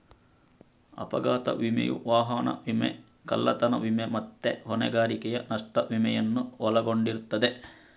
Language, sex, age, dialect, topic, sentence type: Kannada, male, 60-100, Coastal/Dakshin, banking, statement